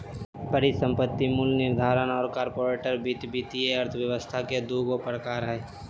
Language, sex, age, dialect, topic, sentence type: Magahi, male, 18-24, Southern, banking, statement